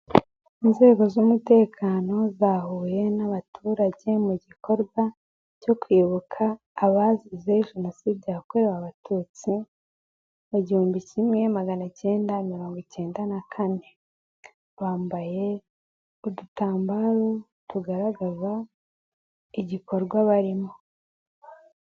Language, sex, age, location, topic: Kinyarwanda, female, 18-24, Nyagatare, government